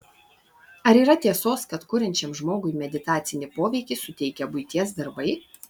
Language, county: Lithuanian, Vilnius